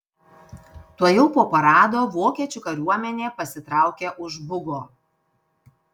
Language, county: Lithuanian, Panevėžys